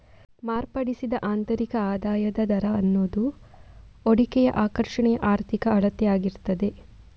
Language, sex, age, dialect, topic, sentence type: Kannada, female, 25-30, Coastal/Dakshin, banking, statement